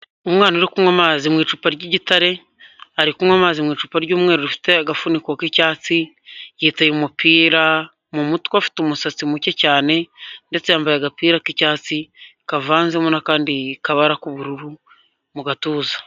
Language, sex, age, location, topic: Kinyarwanda, male, 25-35, Huye, health